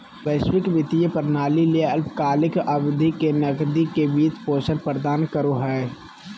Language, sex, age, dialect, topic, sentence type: Magahi, male, 18-24, Southern, banking, statement